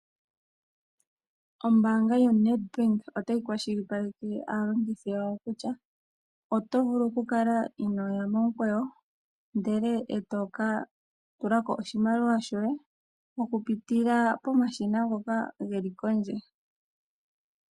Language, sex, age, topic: Oshiwambo, female, 25-35, finance